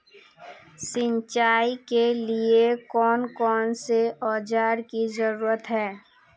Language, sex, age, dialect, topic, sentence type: Magahi, female, 18-24, Northeastern/Surjapuri, agriculture, question